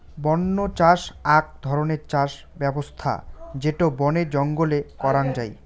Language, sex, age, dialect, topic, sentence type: Bengali, male, 18-24, Rajbangshi, agriculture, statement